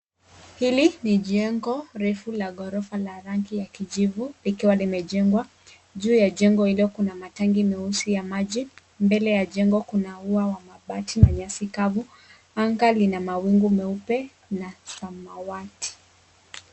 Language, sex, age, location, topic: Swahili, female, 18-24, Nairobi, finance